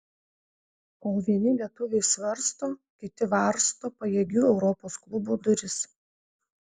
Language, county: Lithuanian, Vilnius